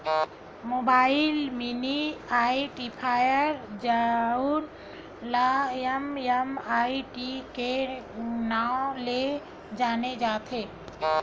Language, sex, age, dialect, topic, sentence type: Chhattisgarhi, female, 46-50, Western/Budati/Khatahi, banking, statement